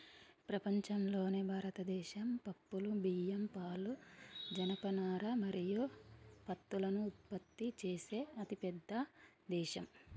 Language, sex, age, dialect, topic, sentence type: Telugu, female, 18-24, Telangana, agriculture, statement